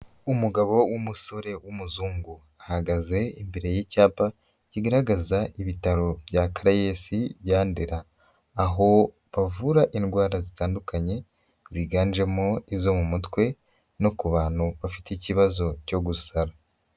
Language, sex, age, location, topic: Kinyarwanda, female, 25-35, Huye, health